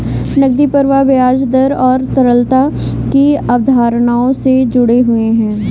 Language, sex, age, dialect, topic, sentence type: Hindi, female, 46-50, Kanauji Braj Bhasha, banking, statement